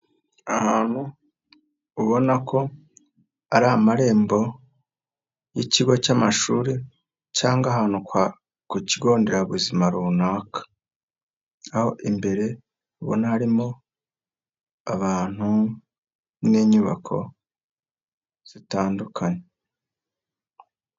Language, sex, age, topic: Kinyarwanda, female, 50+, government